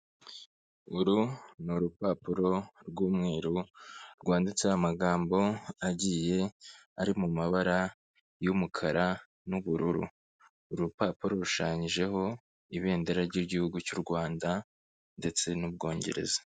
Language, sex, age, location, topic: Kinyarwanda, male, 25-35, Kigali, government